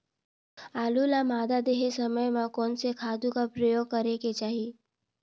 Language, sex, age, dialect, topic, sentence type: Chhattisgarhi, female, 18-24, Northern/Bhandar, agriculture, question